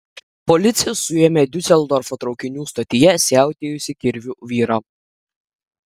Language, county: Lithuanian, Klaipėda